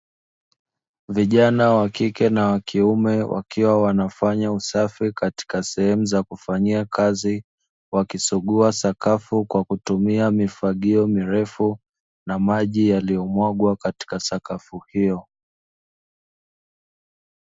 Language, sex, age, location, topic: Swahili, male, 25-35, Dar es Salaam, government